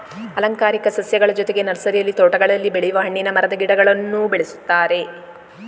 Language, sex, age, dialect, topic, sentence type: Kannada, female, 36-40, Coastal/Dakshin, agriculture, statement